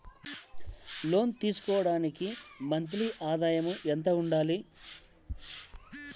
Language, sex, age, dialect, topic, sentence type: Telugu, male, 36-40, Central/Coastal, banking, question